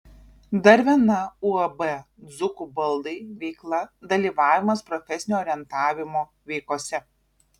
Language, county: Lithuanian, Vilnius